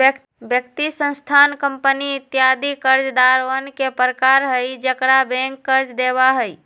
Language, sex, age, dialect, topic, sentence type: Magahi, female, 18-24, Western, banking, statement